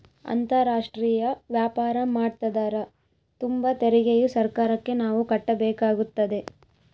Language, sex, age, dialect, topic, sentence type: Kannada, female, 25-30, Central, banking, statement